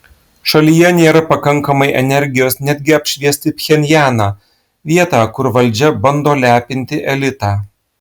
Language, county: Lithuanian, Klaipėda